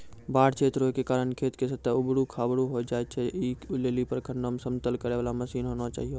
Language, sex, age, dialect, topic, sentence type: Maithili, male, 41-45, Angika, agriculture, question